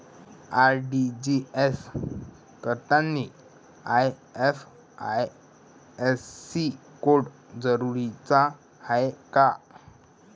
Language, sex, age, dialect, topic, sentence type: Marathi, male, 18-24, Varhadi, banking, question